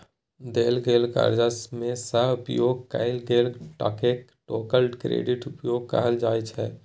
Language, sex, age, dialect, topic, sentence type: Maithili, male, 18-24, Bajjika, banking, statement